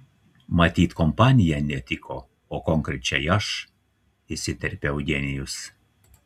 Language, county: Lithuanian, Telšiai